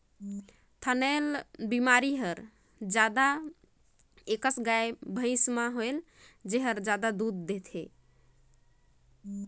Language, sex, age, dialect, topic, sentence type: Chhattisgarhi, female, 25-30, Northern/Bhandar, agriculture, statement